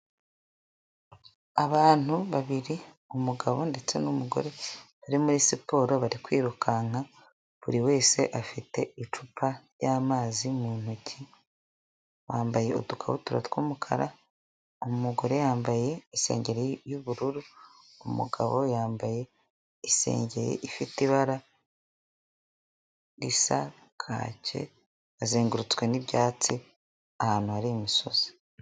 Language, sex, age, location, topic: Kinyarwanda, female, 25-35, Huye, health